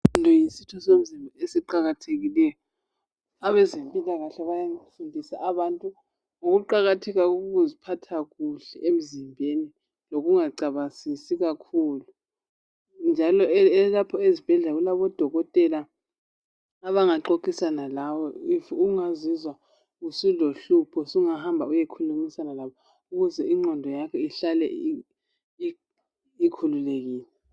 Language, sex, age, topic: North Ndebele, female, 25-35, health